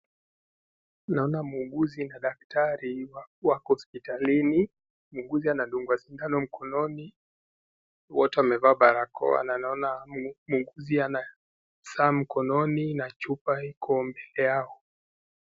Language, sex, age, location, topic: Swahili, male, 18-24, Nakuru, health